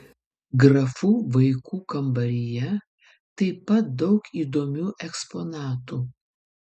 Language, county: Lithuanian, Vilnius